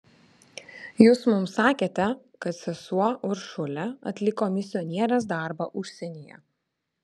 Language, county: Lithuanian, Vilnius